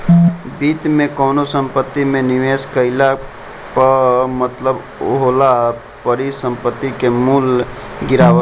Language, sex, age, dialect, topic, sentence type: Bhojpuri, male, 18-24, Northern, banking, statement